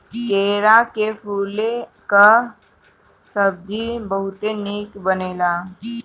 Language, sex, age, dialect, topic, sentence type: Bhojpuri, male, 31-35, Northern, agriculture, statement